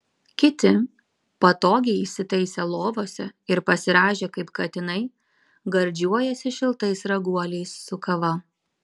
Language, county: Lithuanian, Panevėžys